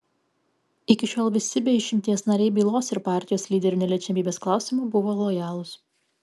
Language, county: Lithuanian, Kaunas